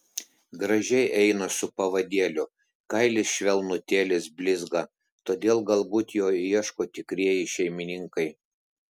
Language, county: Lithuanian, Klaipėda